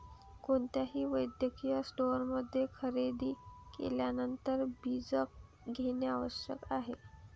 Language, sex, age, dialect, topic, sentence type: Marathi, female, 18-24, Varhadi, banking, statement